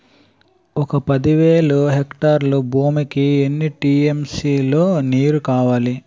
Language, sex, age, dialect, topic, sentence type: Telugu, male, 18-24, Utterandhra, agriculture, question